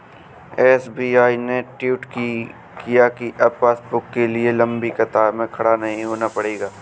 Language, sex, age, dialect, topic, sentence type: Hindi, male, 18-24, Awadhi Bundeli, banking, statement